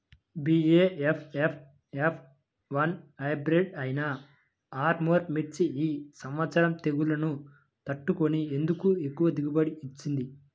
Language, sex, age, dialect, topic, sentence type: Telugu, male, 18-24, Central/Coastal, agriculture, question